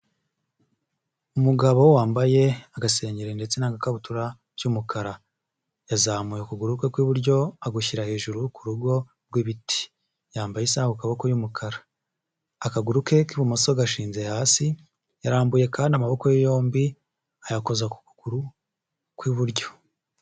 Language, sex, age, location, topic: Kinyarwanda, female, 25-35, Huye, health